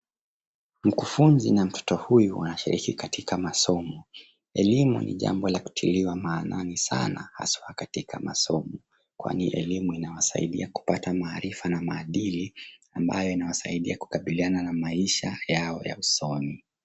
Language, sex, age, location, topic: Swahili, male, 25-35, Nairobi, education